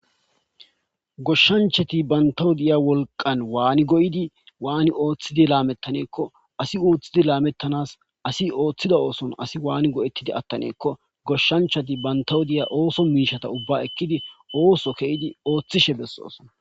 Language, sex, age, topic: Gamo, male, 25-35, agriculture